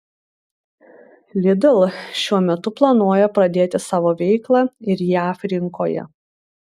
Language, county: Lithuanian, Utena